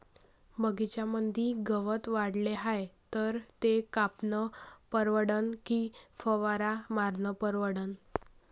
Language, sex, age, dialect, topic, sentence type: Marathi, female, 25-30, Varhadi, agriculture, question